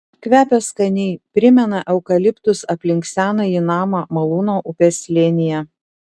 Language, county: Lithuanian, Šiauliai